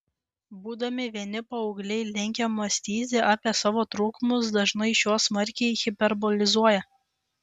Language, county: Lithuanian, Klaipėda